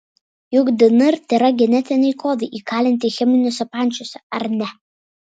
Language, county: Lithuanian, Vilnius